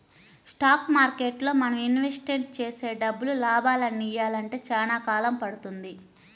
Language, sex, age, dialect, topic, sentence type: Telugu, female, 31-35, Central/Coastal, banking, statement